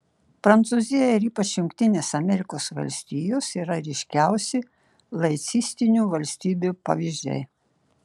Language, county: Lithuanian, Šiauliai